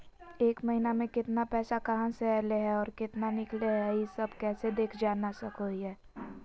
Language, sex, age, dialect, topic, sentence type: Magahi, female, 18-24, Southern, banking, question